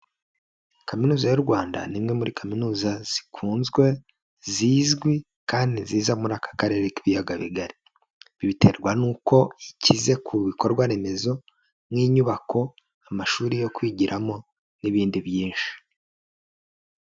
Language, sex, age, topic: Kinyarwanda, male, 25-35, education